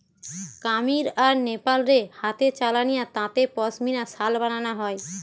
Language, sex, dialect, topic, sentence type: Bengali, female, Western, agriculture, statement